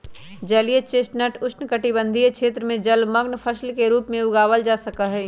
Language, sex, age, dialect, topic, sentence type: Magahi, female, 25-30, Western, agriculture, statement